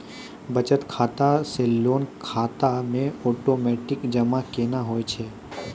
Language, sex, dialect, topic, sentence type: Maithili, male, Angika, banking, question